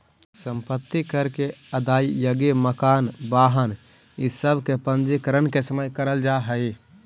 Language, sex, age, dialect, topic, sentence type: Magahi, male, 25-30, Central/Standard, banking, statement